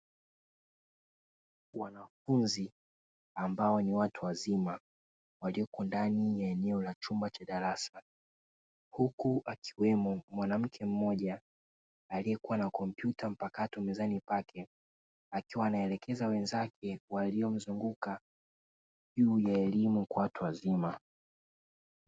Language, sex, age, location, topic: Swahili, male, 36-49, Dar es Salaam, education